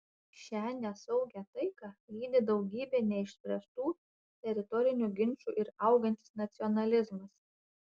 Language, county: Lithuanian, Panevėžys